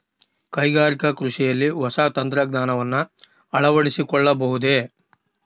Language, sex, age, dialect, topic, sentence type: Kannada, male, 36-40, Central, agriculture, question